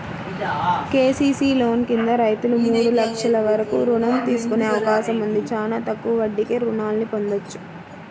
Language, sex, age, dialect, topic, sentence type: Telugu, female, 25-30, Central/Coastal, agriculture, statement